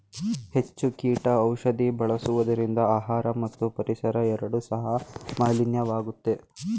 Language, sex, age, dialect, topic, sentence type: Kannada, male, 18-24, Mysore Kannada, agriculture, statement